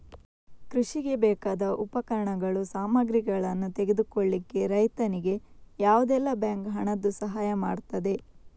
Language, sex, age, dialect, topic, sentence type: Kannada, female, 18-24, Coastal/Dakshin, agriculture, question